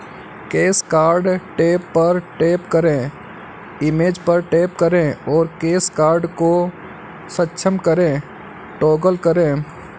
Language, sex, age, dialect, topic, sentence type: Hindi, male, 56-60, Kanauji Braj Bhasha, banking, statement